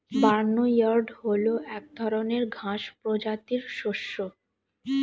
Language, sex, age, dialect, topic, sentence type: Bengali, female, 25-30, Standard Colloquial, agriculture, statement